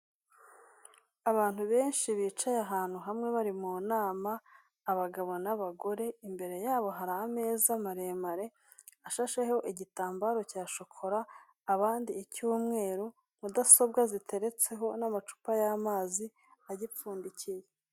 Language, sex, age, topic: Kinyarwanda, female, 25-35, government